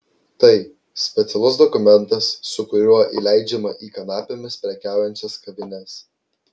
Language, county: Lithuanian, Klaipėda